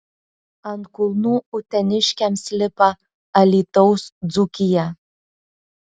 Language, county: Lithuanian, Alytus